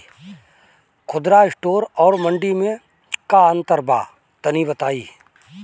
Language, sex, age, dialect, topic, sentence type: Bhojpuri, male, 36-40, Northern, agriculture, question